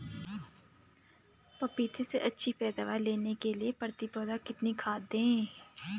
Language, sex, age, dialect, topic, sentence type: Hindi, female, 25-30, Garhwali, agriculture, question